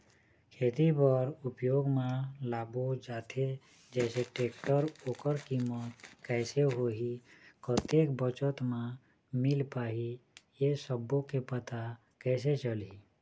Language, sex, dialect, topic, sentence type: Chhattisgarhi, male, Eastern, agriculture, question